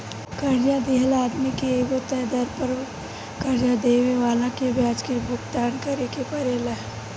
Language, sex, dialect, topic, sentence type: Bhojpuri, female, Southern / Standard, banking, statement